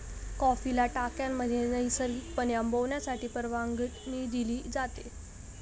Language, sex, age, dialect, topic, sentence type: Marathi, female, 18-24, Northern Konkan, agriculture, statement